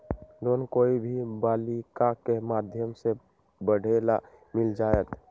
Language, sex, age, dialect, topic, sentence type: Magahi, male, 18-24, Western, banking, question